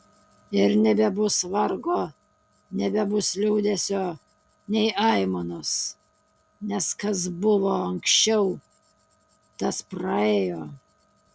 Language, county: Lithuanian, Utena